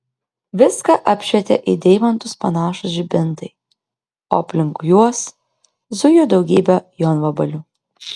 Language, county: Lithuanian, Klaipėda